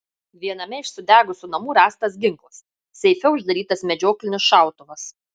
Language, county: Lithuanian, Marijampolė